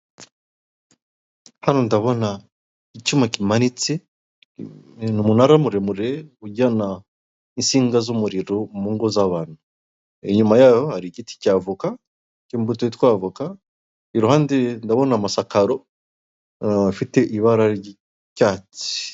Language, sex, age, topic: Kinyarwanda, male, 36-49, government